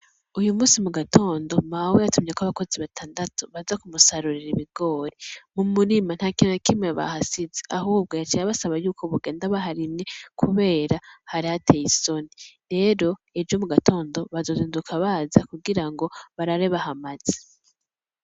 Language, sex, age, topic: Rundi, female, 18-24, agriculture